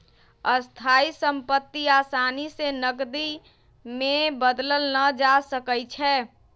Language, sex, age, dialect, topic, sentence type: Magahi, female, 25-30, Western, banking, statement